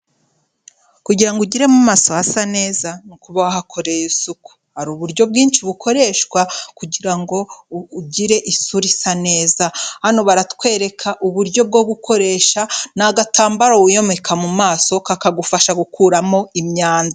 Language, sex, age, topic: Kinyarwanda, female, 25-35, health